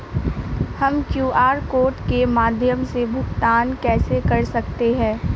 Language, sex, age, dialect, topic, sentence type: Hindi, female, 18-24, Awadhi Bundeli, banking, question